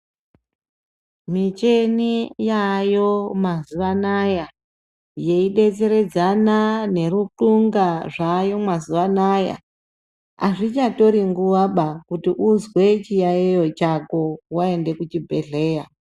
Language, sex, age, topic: Ndau, male, 25-35, health